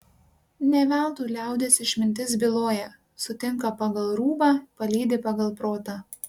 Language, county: Lithuanian, Panevėžys